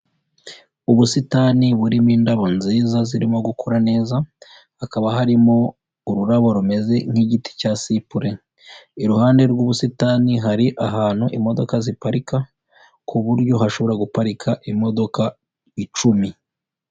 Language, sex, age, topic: Kinyarwanda, male, 25-35, agriculture